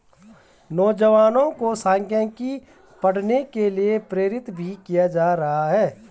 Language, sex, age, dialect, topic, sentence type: Hindi, male, 36-40, Garhwali, banking, statement